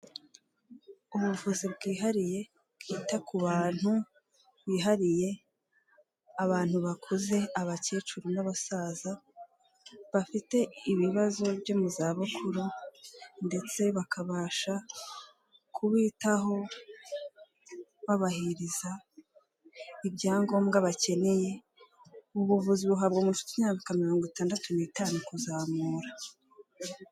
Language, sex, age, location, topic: Kinyarwanda, female, 18-24, Kigali, health